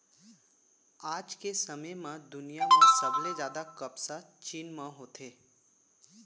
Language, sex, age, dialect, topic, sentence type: Chhattisgarhi, male, 18-24, Central, agriculture, statement